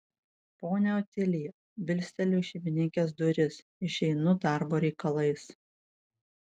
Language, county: Lithuanian, Vilnius